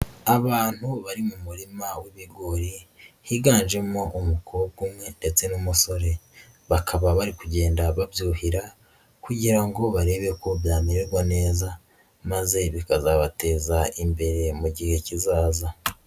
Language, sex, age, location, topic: Kinyarwanda, female, 18-24, Nyagatare, agriculture